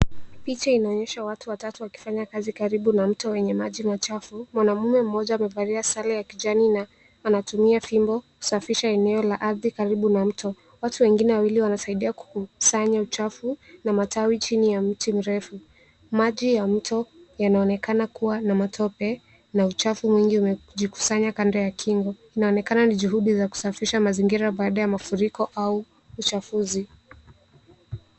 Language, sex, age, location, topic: Swahili, female, 18-24, Nairobi, government